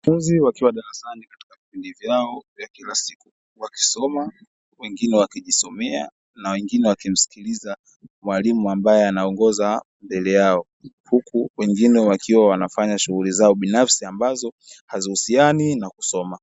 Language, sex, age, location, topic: Swahili, male, 18-24, Dar es Salaam, education